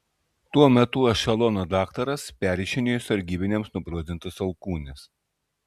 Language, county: Lithuanian, Klaipėda